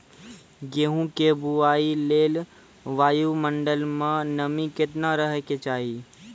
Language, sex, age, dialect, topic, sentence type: Maithili, male, 41-45, Angika, agriculture, question